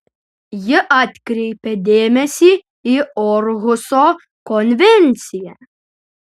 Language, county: Lithuanian, Utena